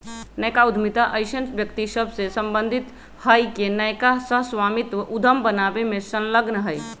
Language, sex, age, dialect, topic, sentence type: Magahi, female, 31-35, Western, banking, statement